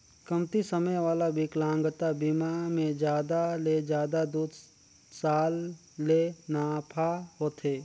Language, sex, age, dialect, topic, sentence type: Chhattisgarhi, male, 31-35, Northern/Bhandar, banking, statement